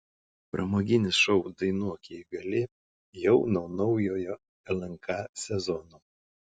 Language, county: Lithuanian, Šiauliai